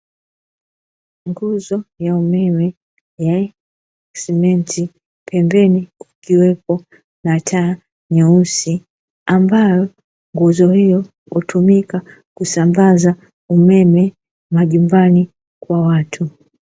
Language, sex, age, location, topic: Swahili, female, 36-49, Dar es Salaam, government